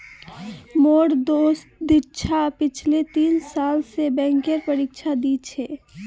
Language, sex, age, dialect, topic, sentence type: Magahi, female, 18-24, Northeastern/Surjapuri, banking, statement